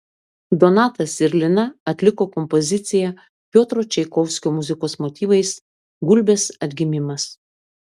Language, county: Lithuanian, Klaipėda